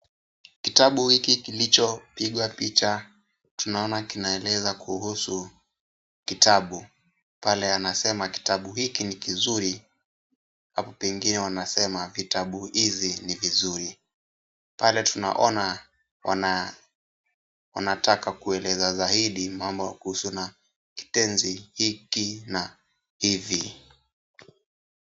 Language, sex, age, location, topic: Swahili, male, 18-24, Kisumu, education